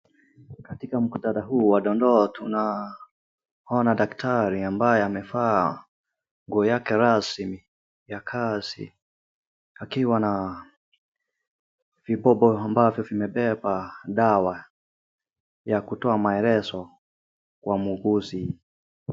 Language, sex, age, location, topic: Swahili, male, 25-35, Kisii, health